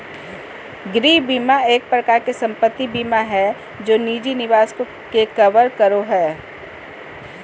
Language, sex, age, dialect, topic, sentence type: Magahi, female, 46-50, Southern, banking, statement